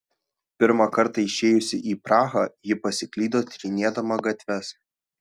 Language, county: Lithuanian, Šiauliai